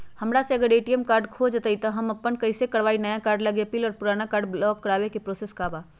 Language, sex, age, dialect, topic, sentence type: Magahi, female, 31-35, Western, banking, question